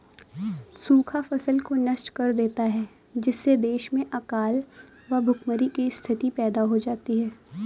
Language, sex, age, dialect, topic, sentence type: Hindi, female, 18-24, Awadhi Bundeli, agriculture, statement